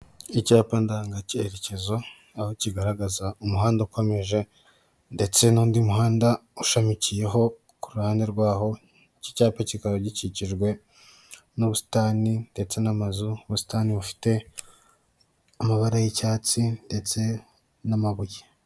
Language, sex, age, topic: Kinyarwanda, female, 18-24, government